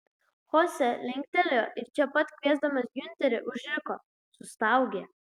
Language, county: Lithuanian, Klaipėda